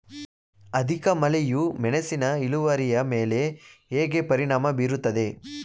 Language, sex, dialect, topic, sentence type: Kannada, male, Mysore Kannada, agriculture, question